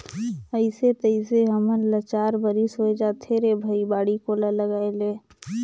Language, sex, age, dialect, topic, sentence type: Chhattisgarhi, female, 41-45, Northern/Bhandar, agriculture, statement